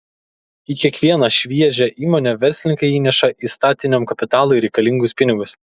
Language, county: Lithuanian, Kaunas